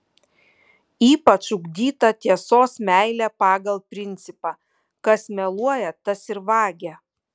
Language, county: Lithuanian, Kaunas